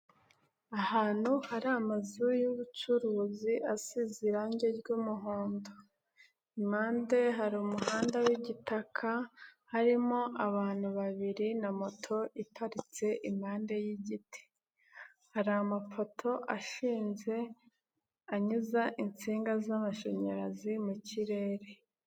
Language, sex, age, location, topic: Kinyarwanda, male, 25-35, Nyagatare, government